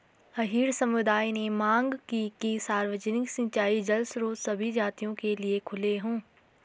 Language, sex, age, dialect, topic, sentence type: Hindi, female, 18-24, Garhwali, agriculture, statement